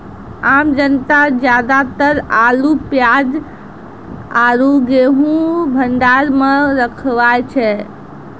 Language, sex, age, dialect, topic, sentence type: Maithili, female, 60-100, Angika, agriculture, statement